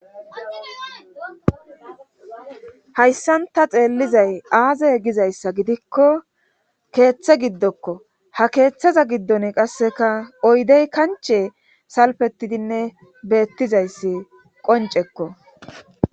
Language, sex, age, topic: Gamo, female, 18-24, government